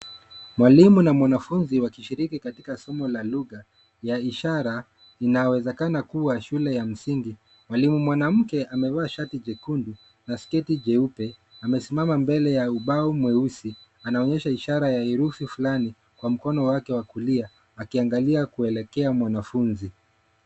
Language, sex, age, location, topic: Swahili, male, 25-35, Nairobi, education